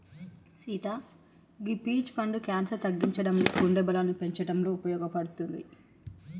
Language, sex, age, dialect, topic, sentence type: Telugu, female, 31-35, Telangana, agriculture, statement